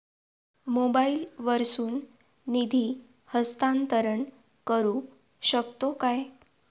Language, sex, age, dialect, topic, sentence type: Marathi, female, 41-45, Southern Konkan, banking, question